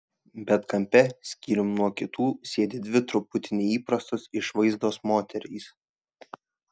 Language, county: Lithuanian, Šiauliai